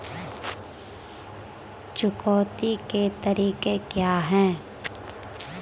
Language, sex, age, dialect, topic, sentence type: Hindi, female, 25-30, Marwari Dhudhari, banking, question